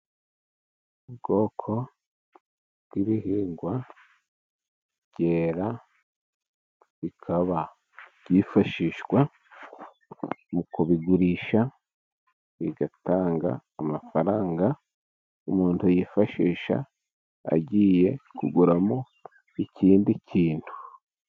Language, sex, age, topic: Kinyarwanda, male, 36-49, agriculture